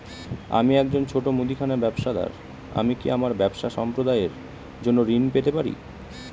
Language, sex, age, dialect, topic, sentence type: Bengali, male, 18-24, Northern/Varendri, banking, question